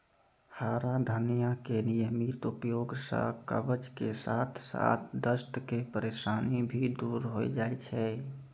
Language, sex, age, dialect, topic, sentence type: Maithili, male, 25-30, Angika, agriculture, statement